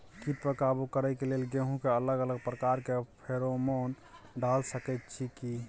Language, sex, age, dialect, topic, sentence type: Maithili, male, 25-30, Bajjika, agriculture, question